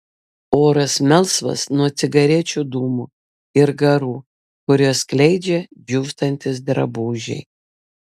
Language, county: Lithuanian, Vilnius